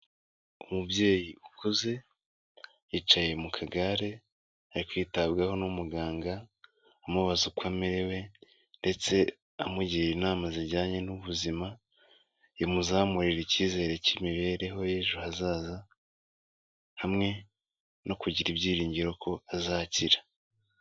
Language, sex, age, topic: Kinyarwanda, male, 25-35, health